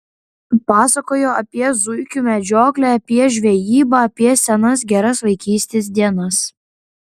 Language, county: Lithuanian, Klaipėda